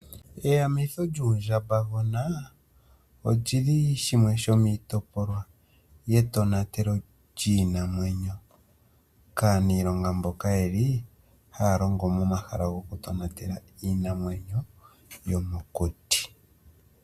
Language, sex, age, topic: Oshiwambo, male, 25-35, agriculture